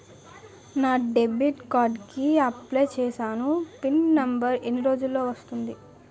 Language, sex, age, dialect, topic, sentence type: Telugu, male, 18-24, Utterandhra, banking, question